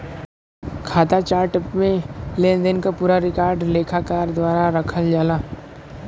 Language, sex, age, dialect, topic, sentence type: Bhojpuri, male, 25-30, Western, banking, statement